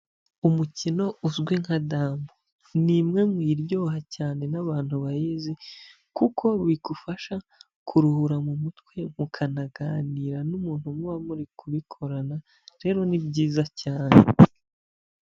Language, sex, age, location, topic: Kinyarwanda, male, 25-35, Huye, health